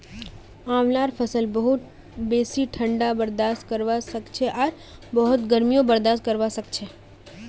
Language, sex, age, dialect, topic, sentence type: Magahi, female, 18-24, Northeastern/Surjapuri, agriculture, statement